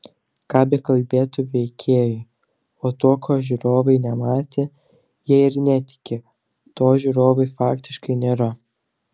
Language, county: Lithuanian, Telšiai